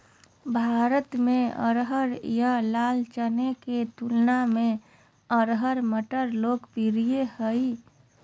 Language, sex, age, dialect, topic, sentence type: Magahi, female, 31-35, Southern, agriculture, statement